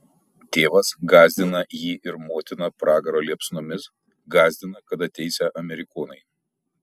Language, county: Lithuanian, Kaunas